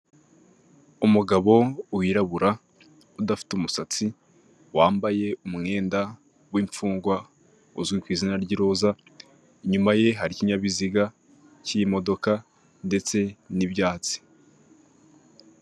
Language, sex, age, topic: Kinyarwanda, male, 18-24, government